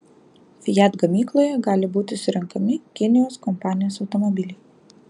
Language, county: Lithuanian, Alytus